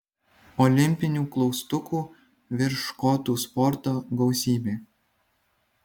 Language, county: Lithuanian, Vilnius